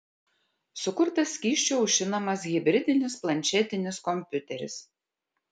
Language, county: Lithuanian, Kaunas